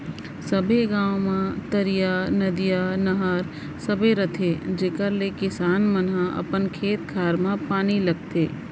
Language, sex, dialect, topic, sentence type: Chhattisgarhi, female, Central, agriculture, statement